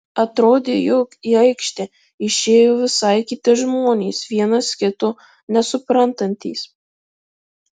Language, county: Lithuanian, Marijampolė